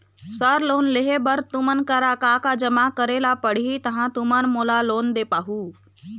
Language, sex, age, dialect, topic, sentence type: Chhattisgarhi, female, 25-30, Eastern, banking, question